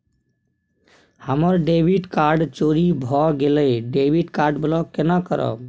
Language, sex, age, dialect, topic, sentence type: Maithili, male, 18-24, Bajjika, banking, question